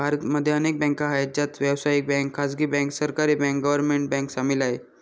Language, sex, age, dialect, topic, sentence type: Marathi, male, 31-35, Northern Konkan, banking, statement